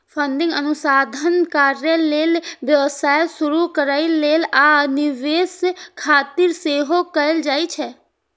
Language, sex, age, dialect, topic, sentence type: Maithili, female, 46-50, Eastern / Thethi, banking, statement